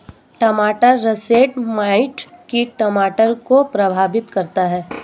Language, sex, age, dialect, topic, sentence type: Hindi, female, 25-30, Marwari Dhudhari, agriculture, statement